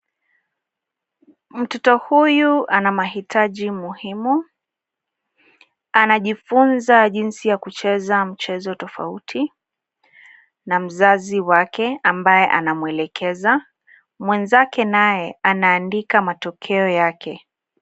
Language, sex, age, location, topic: Swahili, female, 25-35, Nairobi, education